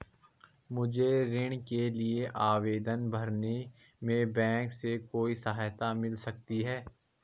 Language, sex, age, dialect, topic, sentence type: Hindi, male, 18-24, Garhwali, banking, question